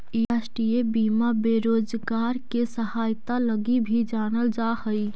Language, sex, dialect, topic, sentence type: Magahi, female, Central/Standard, agriculture, statement